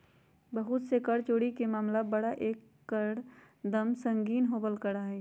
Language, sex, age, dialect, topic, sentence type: Magahi, female, 31-35, Western, banking, statement